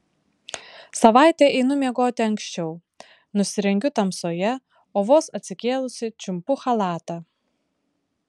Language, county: Lithuanian, Vilnius